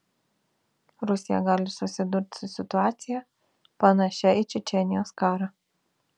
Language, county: Lithuanian, Vilnius